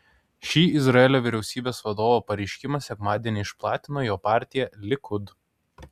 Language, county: Lithuanian, Kaunas